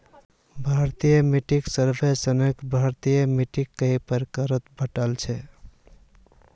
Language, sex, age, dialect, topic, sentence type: Magahi, male, 31-35, Northeastern/Surjapuri, agriculture, statement